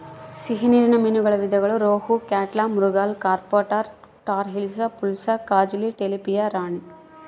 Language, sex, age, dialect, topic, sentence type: Kannada, female, 31-35, Central, agriculture, statement